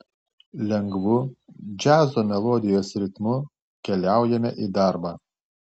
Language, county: Lithuanian, Tauragė